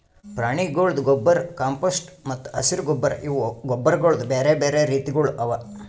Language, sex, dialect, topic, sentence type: Kannada, male, Northeastern, agriculture, statement